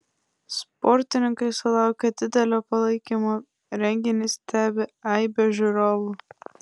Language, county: Lithuanian, Klaipėda